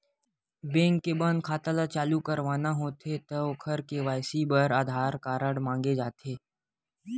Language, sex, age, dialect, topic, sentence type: Chhattisgarhi, male, 25-30, Western/Budati/Khatahi, banking, statement